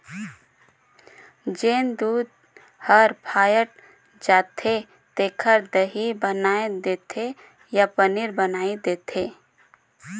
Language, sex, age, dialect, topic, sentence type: Chhattisgarhi, female, 31-35, Northern/Bhandar, agriculture, statement